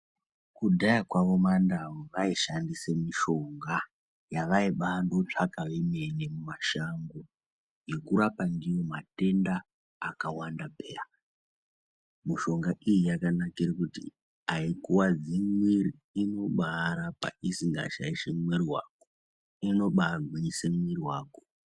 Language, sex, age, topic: Ndau, male, 18-24, health